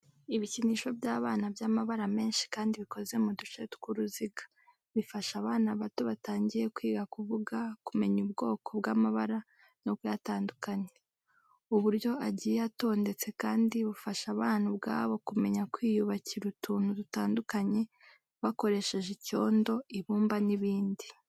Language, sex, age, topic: Kinyarwanda, female, 25-35, education